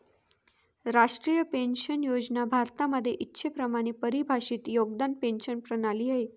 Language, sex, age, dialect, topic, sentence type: Marathi, female, 25-30, Northern Konkan, banking, statement